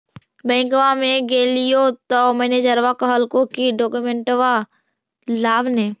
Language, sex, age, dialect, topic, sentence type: Magahi, female, 51-55, Central/Standard, banking, question